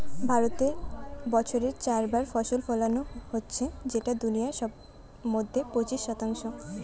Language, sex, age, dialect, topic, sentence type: Bengali, female, 18-24, Western, agriculture, statement